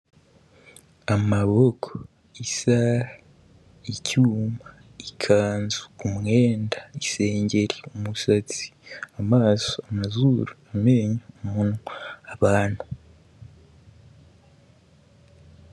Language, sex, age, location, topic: Kinyarwanda, male, 18-24, Kigali, government